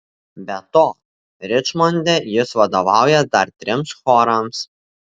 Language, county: Lithuanian, Tauragė